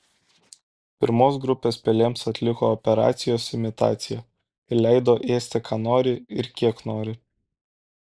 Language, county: Lithuanian, Kaunas